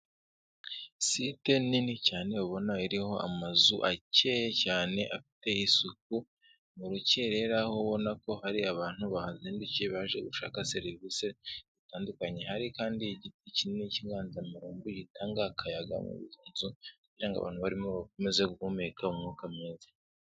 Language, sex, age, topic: Kinyarwanda, male, 18-24, health